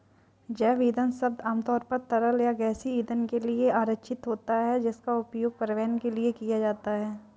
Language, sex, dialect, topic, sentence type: Hindi, female, Kanauji Braj Bhasha, agriculture, statement